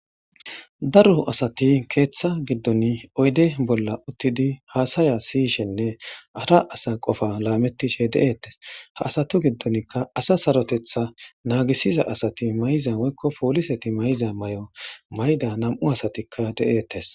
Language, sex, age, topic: Gamo, female, 25-35, government